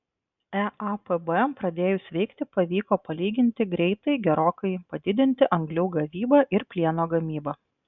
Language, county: Lithuanian, Klaipėda